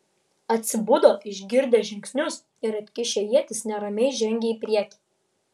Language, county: Lithuanian, Vilnius